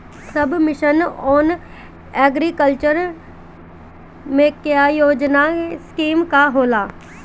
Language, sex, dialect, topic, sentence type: Bhojpuri, female, Northern, agriculture, question